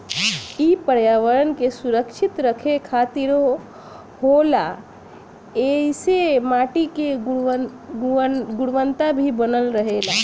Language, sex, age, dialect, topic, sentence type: Bhojpuri, female, 18-24, Southern / Standard, agriculture, statement